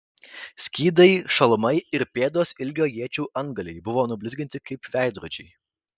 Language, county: Lithuanian, Vilnius